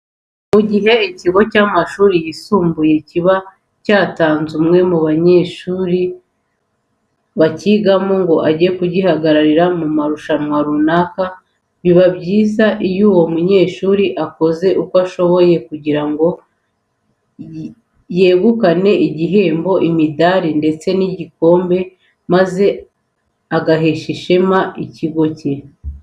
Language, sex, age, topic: Kinyarwanda, female, 36-49, education